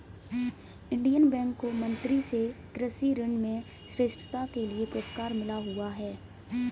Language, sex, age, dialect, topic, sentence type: Hindi, female, 18-24, Kanauji Braj Bhasha, banking, statement